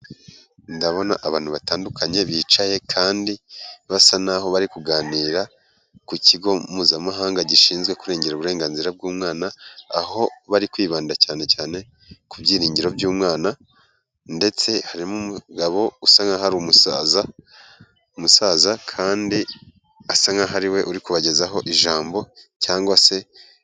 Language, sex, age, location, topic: Kinyarwanda, male, 25-35, Kigali, health